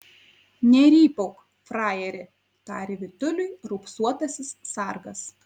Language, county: Lithuanian, Kaunas